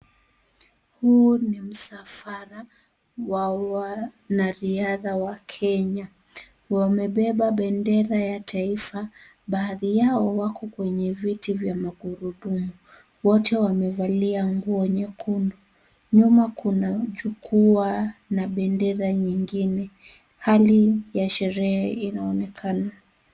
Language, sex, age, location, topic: Swahili, female, 25-35, Kisii, education